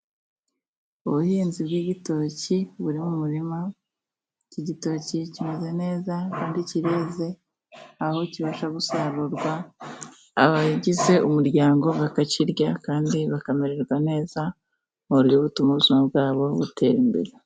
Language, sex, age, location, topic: Kinyarwanda, female, 25-35, Musanze, agriculture